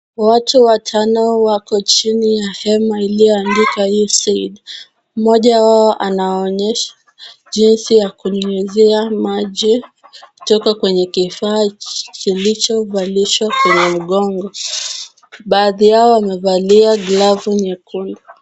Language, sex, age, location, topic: Swahili, female, 18-24, Kisumu, health